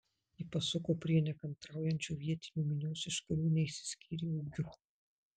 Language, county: Lithuanian, Marijampolė